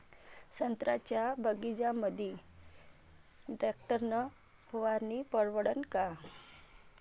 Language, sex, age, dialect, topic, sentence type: Marathi, female, 25-30, Varhadi, agriculture, question